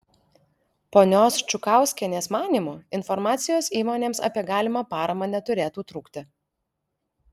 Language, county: Lithuanian, Alytus